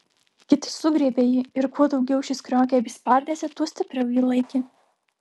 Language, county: Lithuanian, Alytus